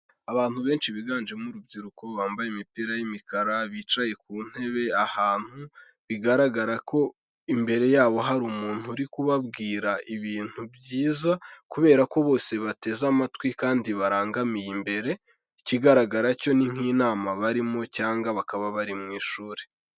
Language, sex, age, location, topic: Kinyarwanda, male, 18-24, Kigali, health